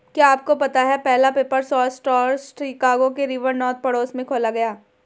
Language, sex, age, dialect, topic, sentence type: Hindi, male, 31-35, Hindustani Malvi Khadi Boli, agriculture, statement